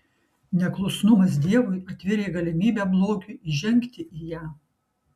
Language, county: Lithuanian, Kaunas